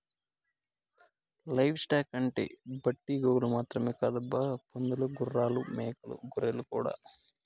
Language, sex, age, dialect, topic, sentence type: Telugu, male, 25-30, Southern, agriculture, statement